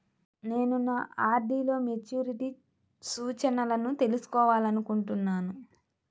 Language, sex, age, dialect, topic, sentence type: Telugu, female, 18-24, Central/Coastal, banking, statement